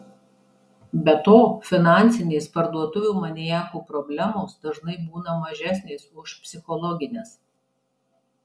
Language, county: Lithuanian, Marijampolė